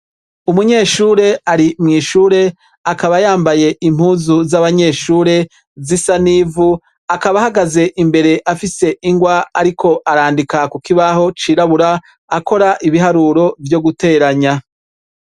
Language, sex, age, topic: Rundi, male, 36-49, education